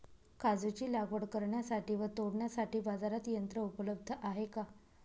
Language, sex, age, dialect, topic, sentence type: Marathi, female, 31-35, Northern Konkan, agriculture, question